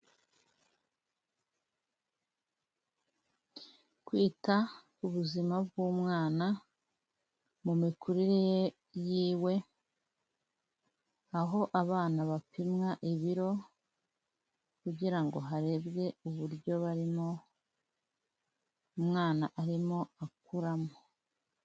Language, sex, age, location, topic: Kinyarwanda, female, 25-35, Huye, health